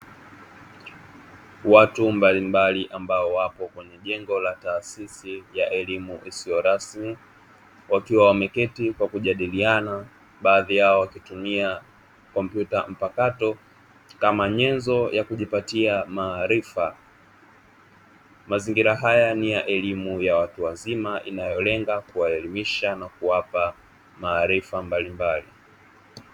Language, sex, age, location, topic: Swahili, male, 25-35, Dar es Salaam, education